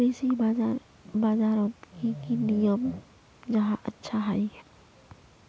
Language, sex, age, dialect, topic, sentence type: Magahi, female, 25-30, Northeastern/Surjapuri, agriculture, question